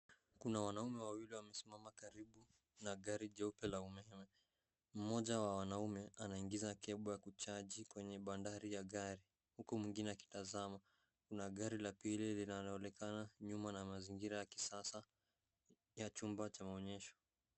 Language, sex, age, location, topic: Swahili, male, 18-24, Wajir, finance